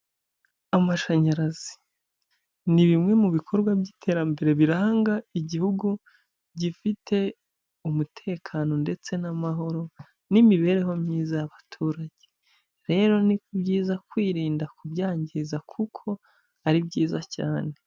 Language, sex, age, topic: Kinyarwanda, male, 25-35, government